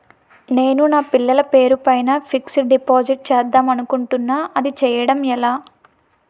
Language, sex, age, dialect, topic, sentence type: Telugu, female, 18-24, Utterandhra, banking, question